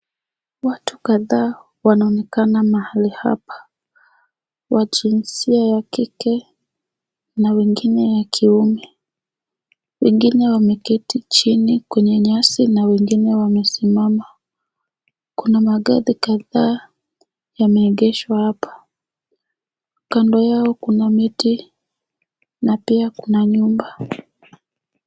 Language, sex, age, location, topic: Swahili, female, 18-24, Nairobi, finance